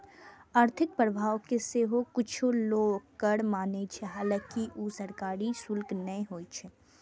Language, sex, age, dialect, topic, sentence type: Maithili, female, 25-30, Eastern / Thethi, banking, statement